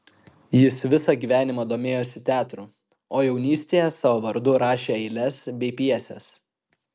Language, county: Lithuanian, Kaunas